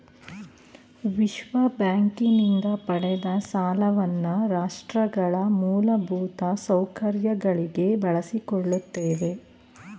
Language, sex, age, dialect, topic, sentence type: Kannada, female, 25-30, Mysore Kannada, banking, statement